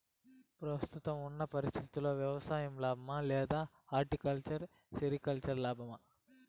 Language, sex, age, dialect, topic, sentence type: Telugu, male, 18-24, Southern, agriculture, question